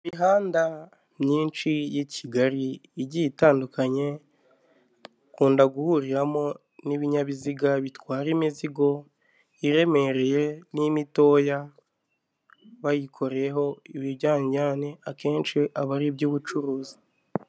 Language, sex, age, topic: Kinyarwanda, male, 25-35, government